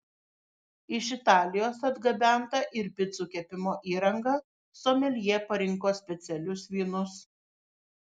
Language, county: Lithuanian, Šiauliai